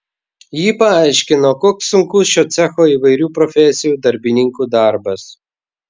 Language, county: Lithuanian, Vilnius